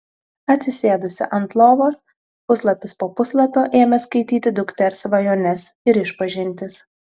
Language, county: Lithuanian, Telšiai